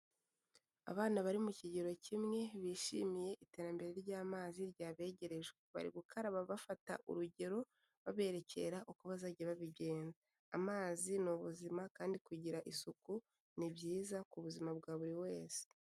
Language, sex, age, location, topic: Kinyarwanda, female, 18-24, Kigali, health